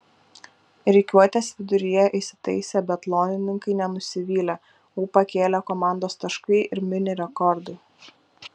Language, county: Lithuanian, Kaunas